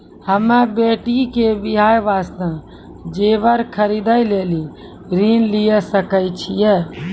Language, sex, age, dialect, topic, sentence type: Maithili, female, 18-24, Angika, banking, question